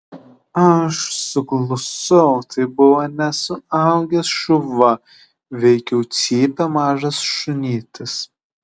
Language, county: Lithuanian, Šiauliai